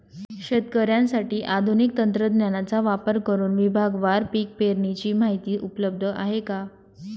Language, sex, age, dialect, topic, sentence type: Marathi, female, 25-30, Northern Konkan, agriculture, question